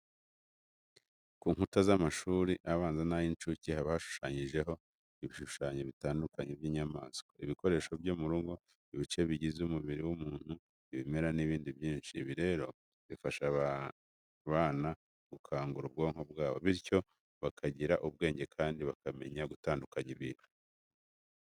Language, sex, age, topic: Kinyarwanda, male, 25-35, education